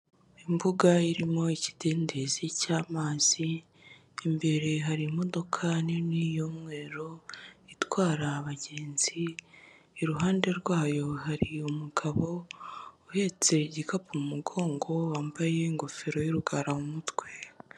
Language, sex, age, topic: Kinyarwanda, female, 25-35, government